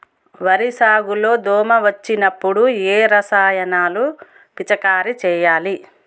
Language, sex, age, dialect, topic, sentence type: Telugu, female, 25-30, Telangana, agriculture, question